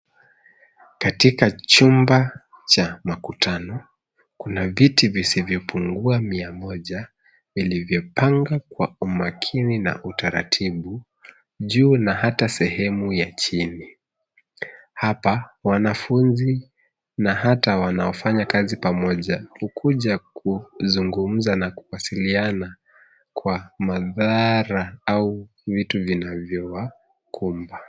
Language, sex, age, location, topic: Swahili, male, 36-49, Nairobi, education